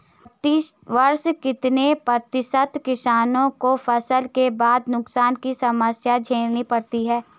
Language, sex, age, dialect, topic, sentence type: Hindi, female, 56-60, Garhwali, agriculture, statement